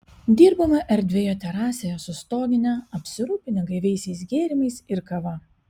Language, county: Lithuanian, Kaunas